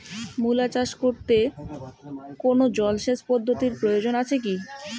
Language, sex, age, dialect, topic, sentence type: Bengali, female, 18-24, Rajbangshi, agriculture, question